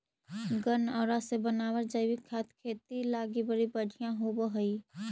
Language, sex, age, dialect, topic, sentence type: Magahi, female, 18-24, Central/Standard, agriculture, statement